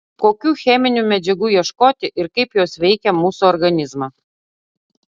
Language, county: Lithuanian, Utena